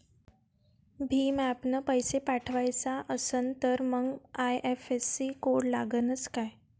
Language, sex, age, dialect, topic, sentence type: Marathi, female, 18-24, Varhadi, banking, question